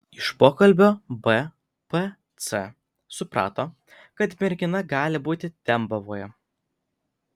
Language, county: Lithuanian, Vilnius